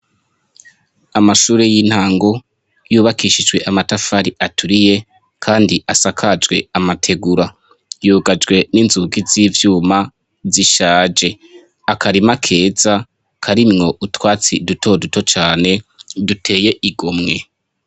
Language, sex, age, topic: Rundi, male, 25-35, education